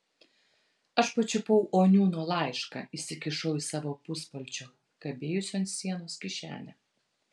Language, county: Lithuanian, Vilnius